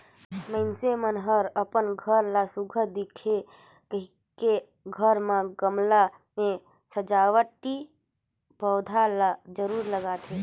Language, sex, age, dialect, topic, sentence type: Chhattisgarhi, female, 25-30, Northern/Bhandar, agriculture, statement